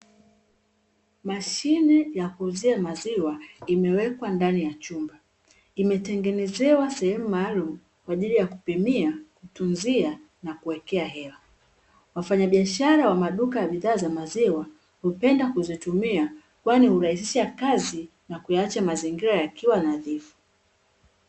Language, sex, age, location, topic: Swahili, female, 36-49, Dar es Salaam, finance